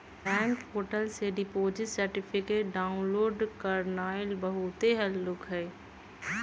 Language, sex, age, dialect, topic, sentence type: Magahi, female, 31-35, Western, banking, statement